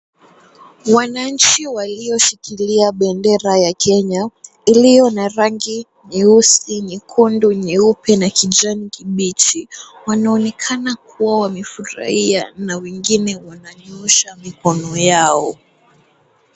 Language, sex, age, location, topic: Swahili, female, 18-24, Kisumu, government